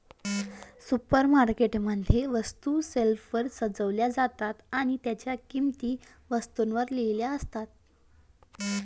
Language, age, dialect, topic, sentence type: Marathi, 18-24, Varhadi, agriculture, statement